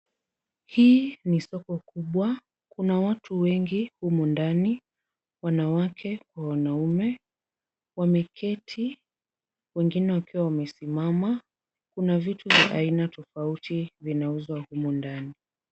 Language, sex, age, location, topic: Swahili, female, 36-49, Kisumu, finance